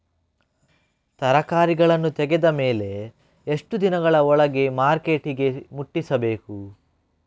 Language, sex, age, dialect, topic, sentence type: Kannada, male, 31-35, Coastal/Dakshin, agriculture, question